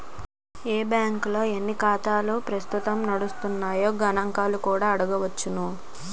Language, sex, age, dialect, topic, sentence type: Telugu, female, 18-24, Utterandhra, banking, statement